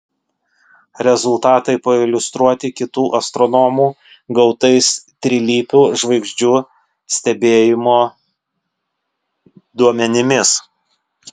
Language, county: Lithuanian, Vilnius